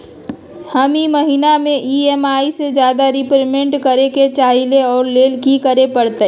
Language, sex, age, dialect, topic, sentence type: Magahi, female, 36-40, Western, banking, question